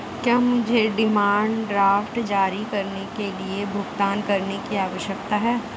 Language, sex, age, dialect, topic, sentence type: Hindi, female, 31-35, Marwari Dhudhari, banking, question